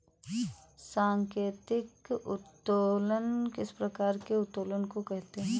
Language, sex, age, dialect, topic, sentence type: Hindi, female, 18-24, Awadhi Bundeli, banking, statement